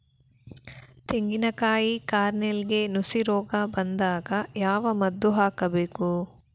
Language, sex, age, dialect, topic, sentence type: Kannada, female, 18-24, Coastal/Dakshin, agriculture, question